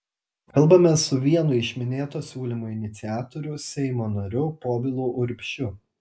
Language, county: Lithuanian, Telšiai